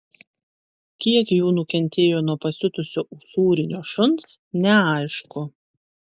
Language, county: Lithuanian, Vilnius